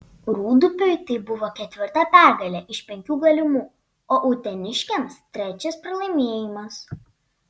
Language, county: Lithuanian, Panevėžys